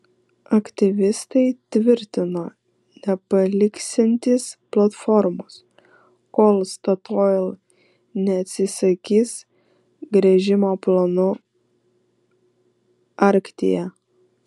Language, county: Lithuanian, Vilnius